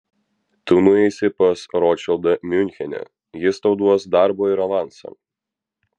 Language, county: Lithuanian, Vilnius